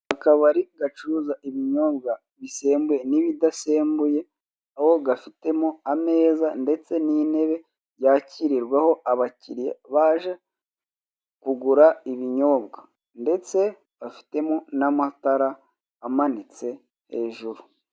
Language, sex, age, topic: Kinyarwanda, male, 25-35, finance